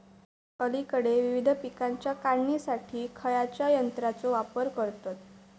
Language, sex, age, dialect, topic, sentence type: Marathi, female, 18-24, Southern Konkan, agriculture, question